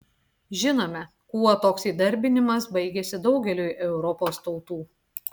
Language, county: Lithuanian, Klaipėda